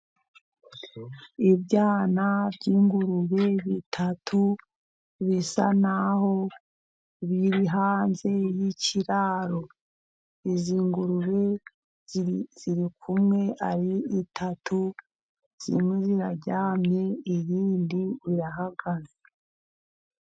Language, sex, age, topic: Kinyarwanda, female, 50+, agriculture